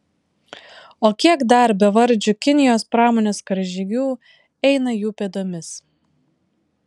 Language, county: Lithuanian, Vilnius